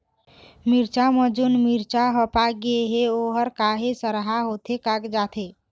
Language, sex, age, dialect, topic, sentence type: Chhattisgarhi, female, 18-24, Eastern, agriculture, question